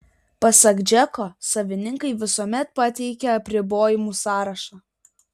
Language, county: Lithuanian, Vilnius